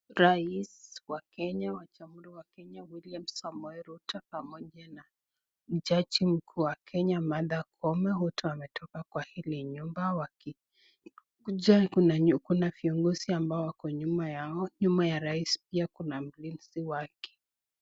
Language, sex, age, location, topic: Swahili, female, 18-24, Nakuru, government